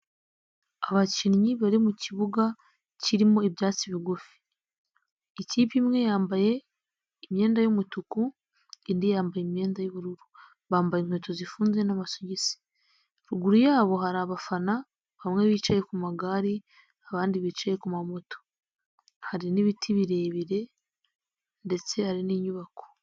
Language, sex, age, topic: Kinyarwanda, female, 18-24, government